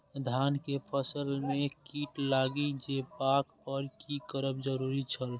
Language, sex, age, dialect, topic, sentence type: Maithili, male, 18-24, Eastern / Thethi, agriculture, question